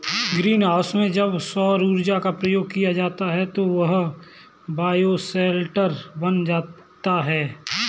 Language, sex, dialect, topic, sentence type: Hindi, male, Kanauji Braj Bhasha, agriculture, statement